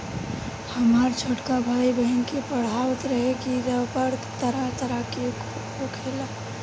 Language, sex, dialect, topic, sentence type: Bhojpuri, female, Southern / Standard, agriculture, statement